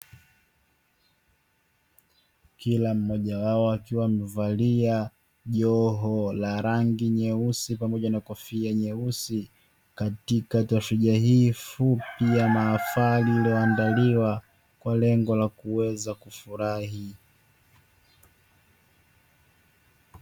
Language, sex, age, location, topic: Swahili, male, 25-35, Dar es Salaam, education